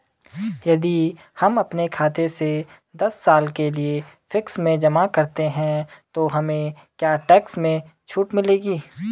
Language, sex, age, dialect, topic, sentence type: Hindi, male, 18-24, Garhwali, banking, question